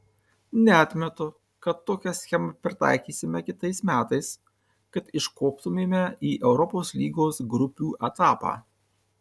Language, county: Lithuanian, Tauragė